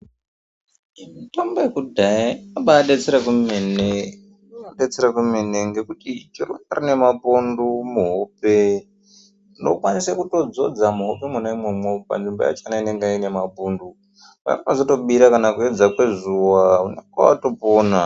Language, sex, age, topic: Ndau, male, 18-24, health